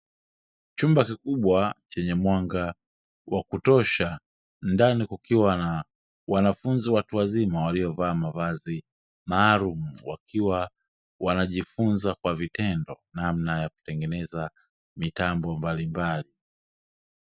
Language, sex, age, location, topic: Swahili, male, 25-35, Dar es Salaam, education